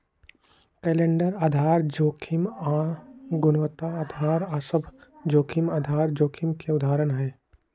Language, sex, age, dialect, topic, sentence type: Magahi, male, 18-24, Western, banking, statement